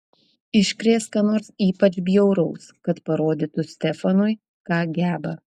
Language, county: Lithuanian, Telšiai